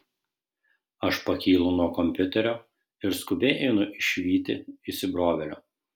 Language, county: Lithuanian, Šiauliai